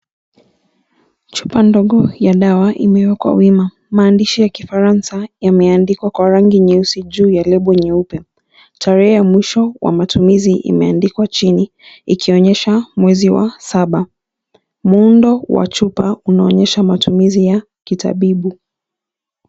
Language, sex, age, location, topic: Swahili, female, 25-35, Nairobi, health